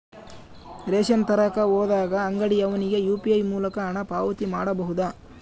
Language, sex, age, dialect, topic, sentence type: Kannada, male, 25-30, Central, banking, question